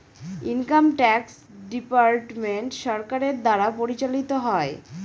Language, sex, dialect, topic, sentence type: Bengali, female, Northern/Varendri, banking, statement